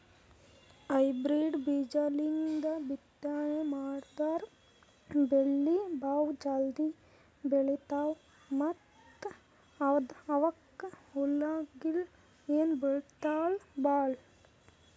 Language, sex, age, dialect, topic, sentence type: Kannada, female, 18-24, Northeastern, agriculture, statement